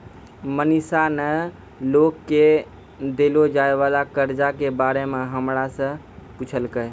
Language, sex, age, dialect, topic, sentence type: Maithili, male, 18-24, Angika, banking, statement